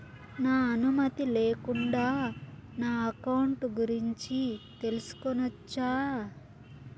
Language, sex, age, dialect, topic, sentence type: Telugu, male, 36-40, Southern, banking, question